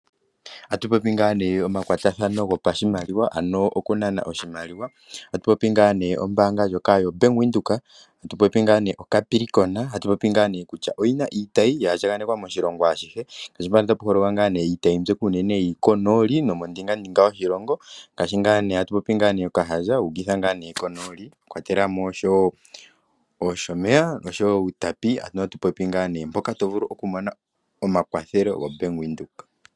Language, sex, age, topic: Oshiwambo, male, 18-24, finance